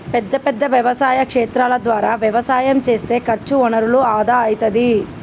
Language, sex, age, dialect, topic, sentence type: Telugu, male, 18-24, Telangana, agriculture, statement